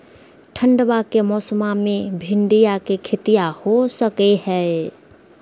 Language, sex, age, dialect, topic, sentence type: Magahi, female, 51-55, Southern, agriculture, question